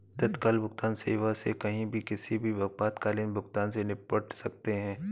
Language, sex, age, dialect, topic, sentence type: Hindi, male, 31-35, Awadhi Bundeli, banking, statement